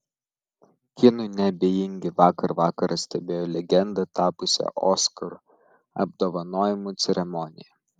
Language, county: Lithuanian, Vilnius